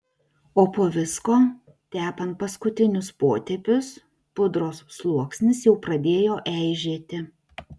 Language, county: Lithuanian, Utena